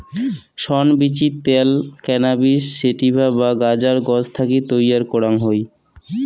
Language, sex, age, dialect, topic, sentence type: Bengali, male, 25-30, Rajbangshi, agriculture, statement